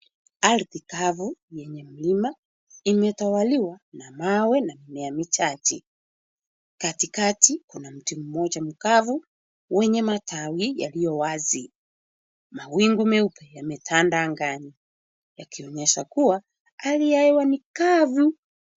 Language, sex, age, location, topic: Swahili, female, 36-49, Kisumu, health